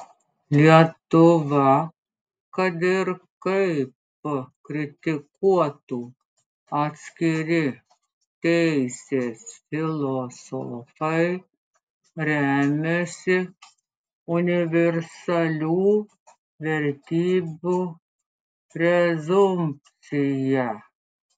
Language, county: Lithuanian, Klaipėda